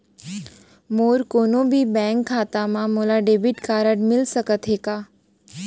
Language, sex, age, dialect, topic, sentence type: Chhattisgarhi, female, 18-24, Central, banking, question